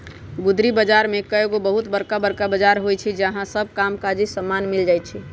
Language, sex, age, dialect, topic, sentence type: Magahi, male, 18-24, Western, agriculture, statement